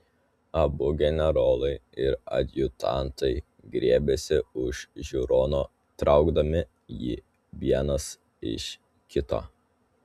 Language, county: Lithuanian, Telšiai